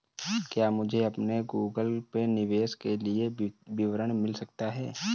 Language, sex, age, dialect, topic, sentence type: Hindi, male, 18-24, Marwari Dhudhari, banking, question